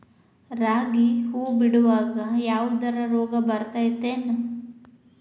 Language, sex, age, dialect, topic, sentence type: Kannada, female, 25-30, Dharwad Kannada, agriculture, question